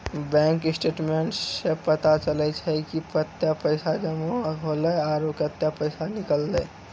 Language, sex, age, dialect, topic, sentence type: Maithili, male, 18-24, Angika, banking, statement